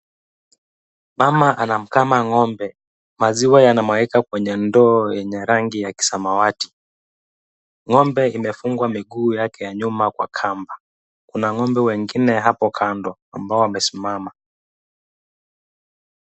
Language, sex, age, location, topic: Swahili, male, 25-35, Kisumu, agriculture